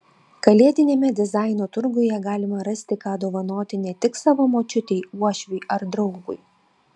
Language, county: Lithuanian, Klaipėda